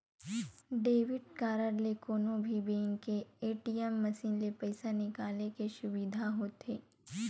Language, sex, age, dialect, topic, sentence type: Chhattisgarhi, female, 18-24, Western/Budati/Khatahi, banking, statement